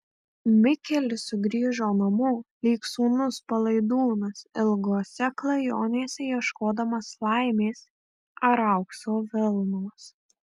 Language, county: Lithuanian, Marijampolė